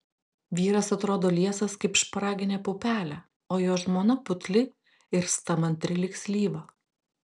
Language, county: Lithuanian, Klaipėda